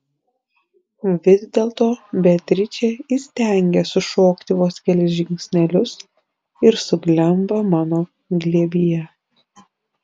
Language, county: Lithuanian, Šiauliai